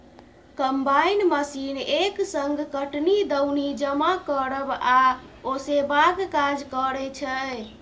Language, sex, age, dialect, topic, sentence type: Maithili, female, 31-35, Bajjika, agriculture, statement